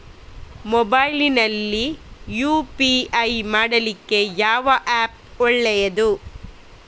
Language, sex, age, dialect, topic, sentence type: Kannada, female, 36-40, Coastal/Dakshin, banking, question